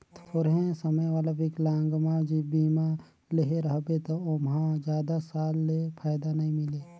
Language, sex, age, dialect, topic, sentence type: Chhattisgarhi, male, 36-40, Northern/Bhandar, banking, statement